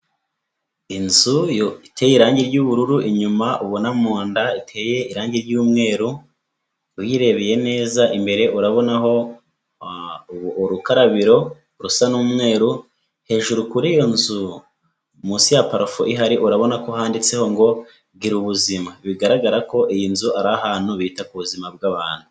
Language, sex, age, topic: Kinyarwanda, male, 18-24, health